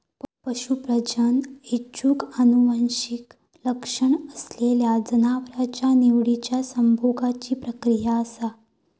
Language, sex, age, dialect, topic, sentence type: Marathi, female, 31-35, Southern Konkan, agriculture, statement